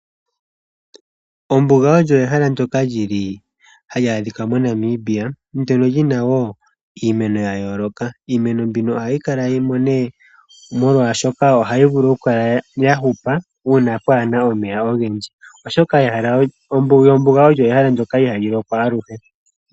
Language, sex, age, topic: Oshiwambo, female, 25-35, agriculture